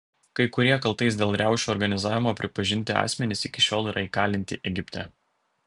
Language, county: Lithuanian, Vilnius